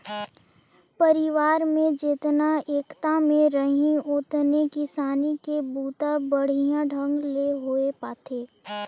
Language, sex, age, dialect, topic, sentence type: Chhattisgarhi, female, 18-24, Northern/Bhandar, agriculture, statement